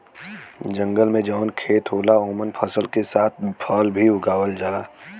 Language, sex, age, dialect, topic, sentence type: Bhojpuri, female, 18-24, Western, agriculture, statement